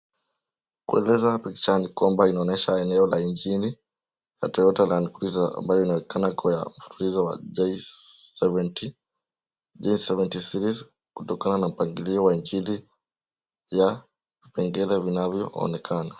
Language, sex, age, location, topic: Swahili, male, 18-24, Nairobi, finance